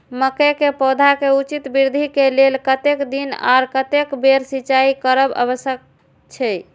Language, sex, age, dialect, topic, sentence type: Maithili, female, 36-40, Eastern / Thethi, agriculture, question